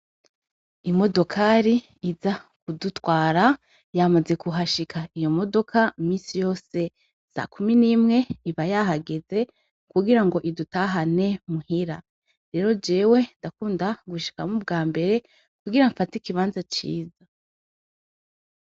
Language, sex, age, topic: Rundi, female, 25-35, education